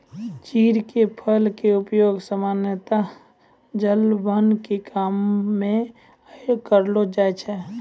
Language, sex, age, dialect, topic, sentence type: Maithili, male, 18-24, Angika, agriculture, statement